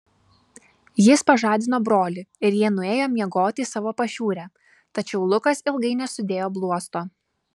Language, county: Lithuanian, Klaipėda